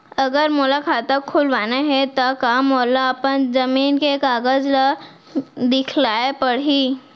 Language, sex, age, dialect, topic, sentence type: Chhattisgarhi, female, 18-24, Central, banking, question